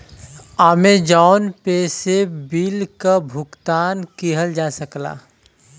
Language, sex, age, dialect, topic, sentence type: Bhojpuri, male, 31-35, Western, banking, statement